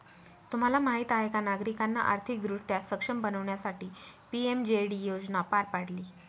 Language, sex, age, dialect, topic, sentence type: Marathi, female, 25-30, Northern Konkan, banking, statement